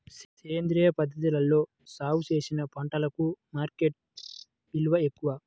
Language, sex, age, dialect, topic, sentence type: Telugu, male, 18-24, Central/Coastal, agriculture, statement